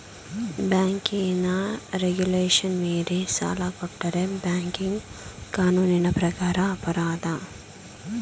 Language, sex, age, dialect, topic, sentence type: Kannada, female, 25-30, Mysore Kannada, banking, statement